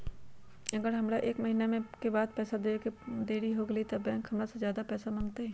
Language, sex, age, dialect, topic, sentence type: Magahi, female, 25-30, Western, banking, question